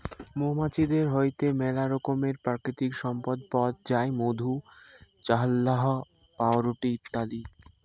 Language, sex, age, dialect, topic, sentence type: Bengali, male, 18-24, Western, agriculture, statement